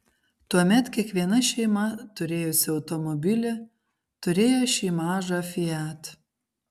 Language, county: Lithuanian, Kaunas